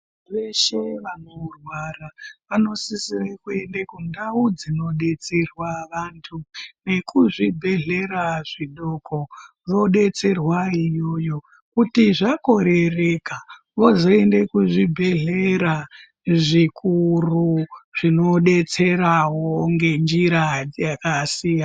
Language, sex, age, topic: Ndau, female, 25-35, health